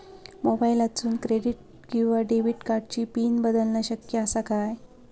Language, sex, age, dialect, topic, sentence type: Marathi, female, 18-24, Southern Konkan, banking, question